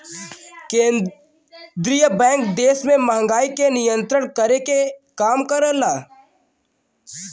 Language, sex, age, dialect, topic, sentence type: Bhojpuri, male, <18, Western, banking, statement